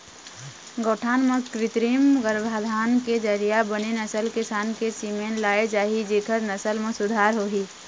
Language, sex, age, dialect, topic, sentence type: Chhattisgarhi, female, 25-30, Eastern, agriculture, statement